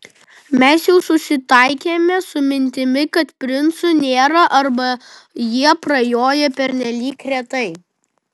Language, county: Lithuanian, Vilnius